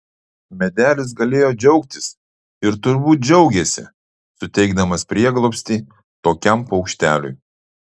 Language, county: Lithuanian, Utena